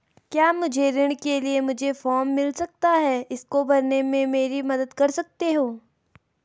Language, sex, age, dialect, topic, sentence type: Hindi, female, 18-24, Garhwali, banking, question